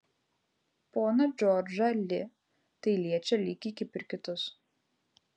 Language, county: Lithuanian, Vilnius